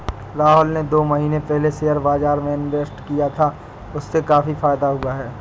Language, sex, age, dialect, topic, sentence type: Hindi, male, 60-100, Awadhi Bundeli, banking, statement